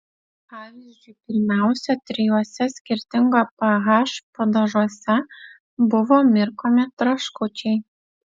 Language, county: Lithuanian, Utena